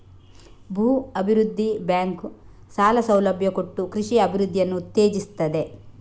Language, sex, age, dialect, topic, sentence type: Kannada, female, 46-50, Coastal/Dakshin, banking, statement